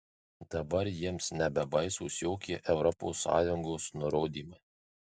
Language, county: Lithuanian, Marijampolė